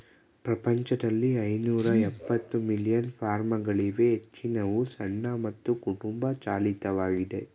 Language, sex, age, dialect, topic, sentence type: Kannada, male, 18-24, Mysore Kannada, agriculture, statement